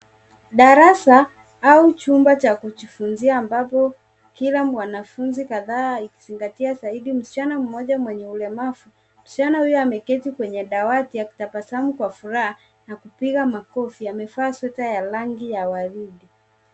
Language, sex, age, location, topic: Swahili, female, 36-49, Nairobi, education